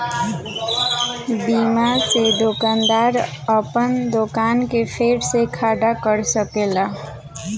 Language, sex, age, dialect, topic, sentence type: Bhojpuri, female, 18-24, Southern / Standard, banking, statement